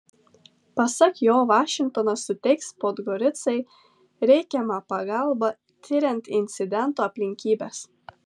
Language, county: Lithuanian, Tauragė